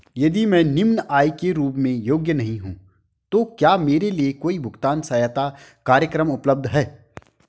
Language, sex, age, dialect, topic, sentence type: Hindi, male, 25-30, Hindustani Malvi Khadi Boli, banking, question